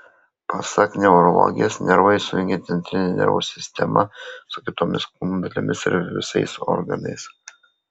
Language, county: Lithuanian, Kaunas